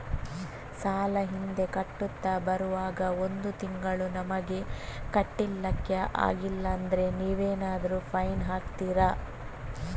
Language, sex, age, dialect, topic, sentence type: Kannada, female, 18-24, Coastal/Dakshin, banking, question